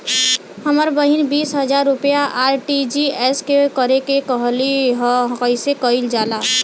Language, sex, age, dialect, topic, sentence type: Bhojpuri, male, 18-24, Western, banking, question